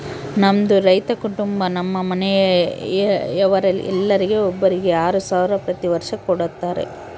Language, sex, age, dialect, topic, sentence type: Kannada, female, 18-24, Central, agriculture, statement